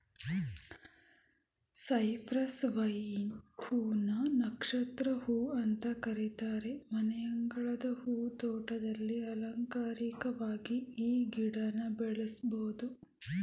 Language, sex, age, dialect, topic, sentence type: Kannada, female, 31-35, Mysore Kannada, agriculture, statement